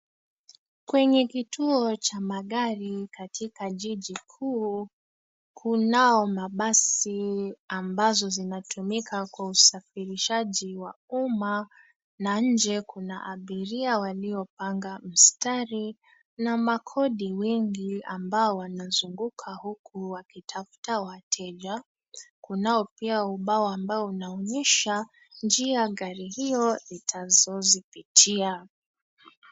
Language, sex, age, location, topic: Swahili, female, 25-35, Nairobi, government